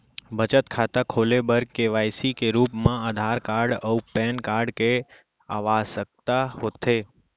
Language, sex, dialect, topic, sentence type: Chhattisgarhi, male, Central, banking, statement